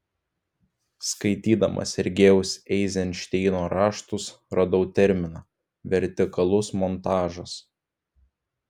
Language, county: Lithuanian, Klaipėda